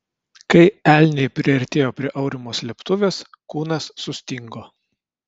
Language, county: Lithuanian, Kaunas